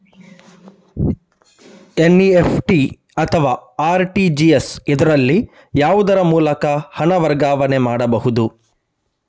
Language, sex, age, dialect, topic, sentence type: Kannada, male, 31-35, Coastal/Dakshin, banking, question